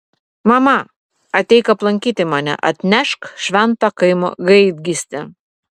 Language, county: Lithuanian, Vilnius